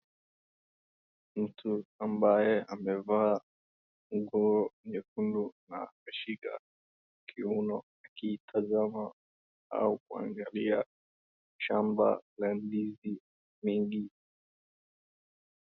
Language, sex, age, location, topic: Swahili, male, 18-24, Wajir, agriculture